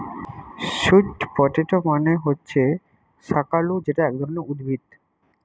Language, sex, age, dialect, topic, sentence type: Bengali, male, 18-24, Western, agriculture, statement